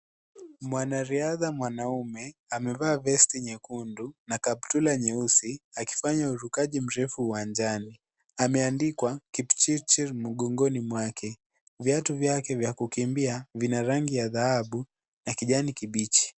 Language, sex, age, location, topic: Swahili, male, 18-24, Kisii, government